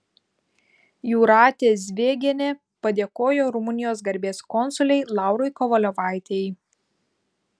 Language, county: Lithuanian, Kaunas